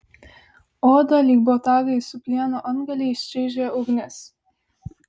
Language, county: Lithuanian, Vilnius